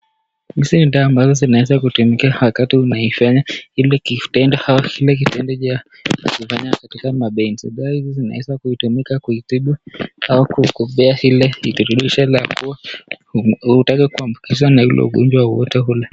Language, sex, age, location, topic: Swahili, male, 25-35, Nakuru, health